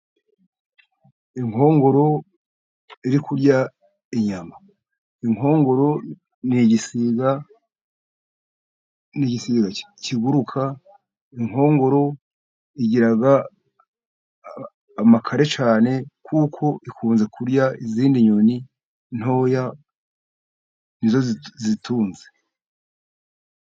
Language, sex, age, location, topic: Kinyarwanda, male, 50+, Musanze, agriculture